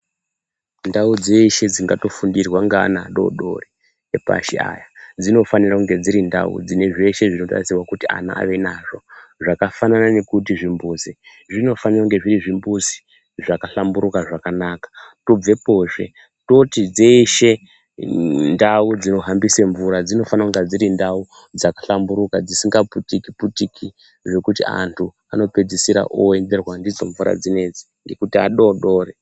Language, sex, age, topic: Ndau, male, 25-35, education